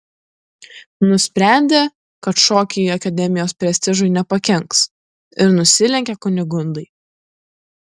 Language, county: Lithuanian, Klaipėda